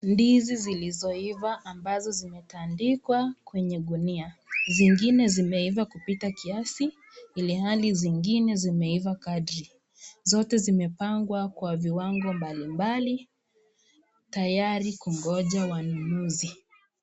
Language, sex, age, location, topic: Swahili, female, 25-35, Kisii, finance